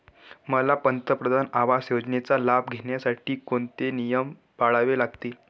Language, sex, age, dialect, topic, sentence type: Marathi, male, 18-24, Northern Konkan, banking, question